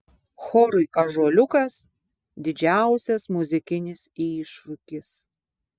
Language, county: Lithuanian, Vilnius